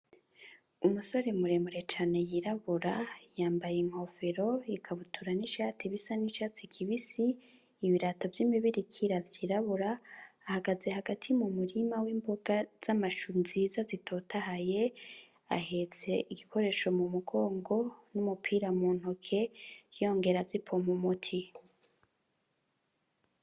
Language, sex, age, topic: Rundi, female, 25-35, agriculture